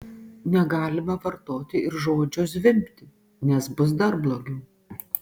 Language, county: Lithuanian, Panevėžys